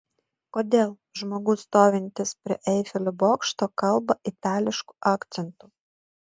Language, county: Lithuanian, Utena